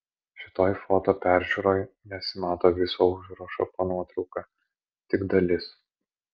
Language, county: Lithuanian, Vilnius